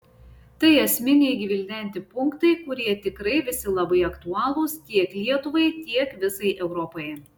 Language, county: Lithuanian, Šiauliai